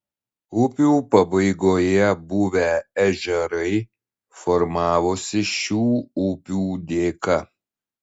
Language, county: Lithuanian, Šiauliai